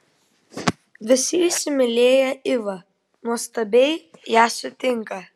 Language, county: Lithuanian, Vilnius